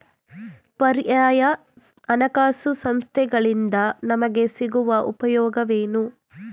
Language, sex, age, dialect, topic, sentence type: Kannada, female, 18-24, Mysore Kannada, banking, question